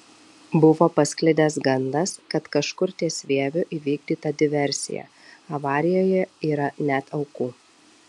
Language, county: Lithuanian, Alytus